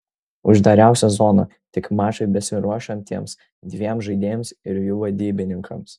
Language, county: Lithuanian, Kaunas